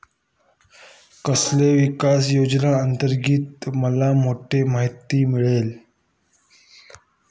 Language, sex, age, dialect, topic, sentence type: Marathi, male, 18-24, Standard Marathi, banking, question